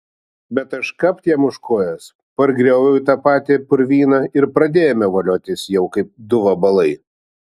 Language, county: Lithuanian, Vilnius